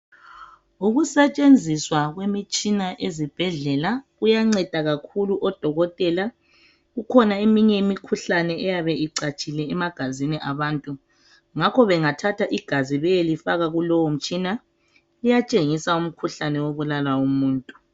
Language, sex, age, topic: North Ndebele, male, 36-49, health